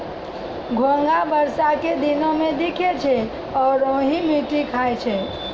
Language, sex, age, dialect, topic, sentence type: Maithili, female, 31-35, Angika, agriculture, statement